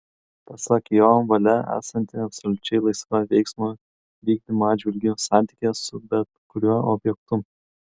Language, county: Lithuanian, Kaunas